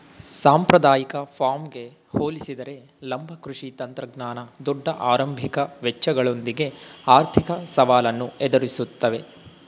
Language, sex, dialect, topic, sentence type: Kannada, male, Mysore Kannada, agriculture, statement